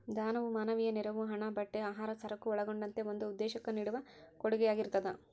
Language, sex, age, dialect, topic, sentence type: Kannada, female, 41-45, Central, banking, statement